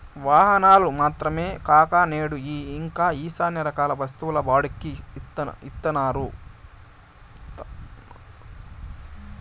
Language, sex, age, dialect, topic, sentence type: Telugu, male, 18-24, Southern, banking, statement